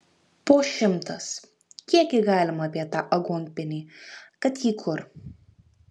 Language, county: Lithuanian, Kaunas